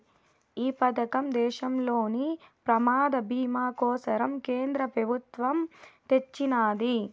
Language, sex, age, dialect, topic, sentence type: Telugu, female, 18-24, Southern, banking, statement